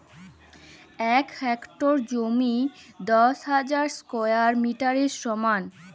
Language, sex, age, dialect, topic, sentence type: Bengali, female, 18-24, Jharkhandi, agriculture, statement